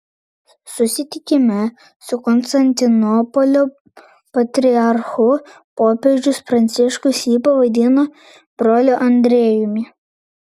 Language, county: Lithuanian, Vilnius